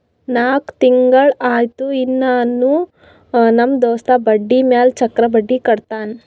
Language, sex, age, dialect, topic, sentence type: Kannada, female, 25-30, Northeastern, banking, statement